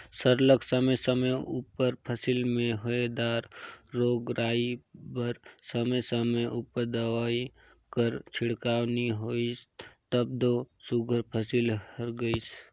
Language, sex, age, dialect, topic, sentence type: Chhattisgarhi, male, 18-24, Northern/Bhandar, agriculture, statement